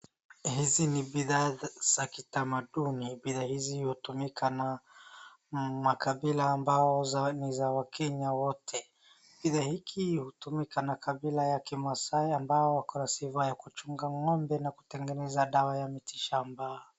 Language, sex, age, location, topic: Swahili, female, 25-35, Wajir, health